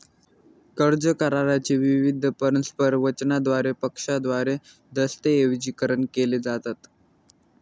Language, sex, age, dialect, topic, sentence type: Marathi, male, 18-24, Northern Konkan, banking, statement